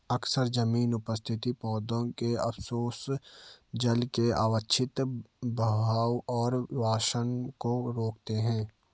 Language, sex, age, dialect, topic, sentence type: Hindi, male, 18-24, Garhwali, agriculture, statement